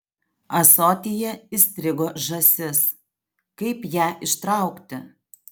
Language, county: Lithuanian, Alytus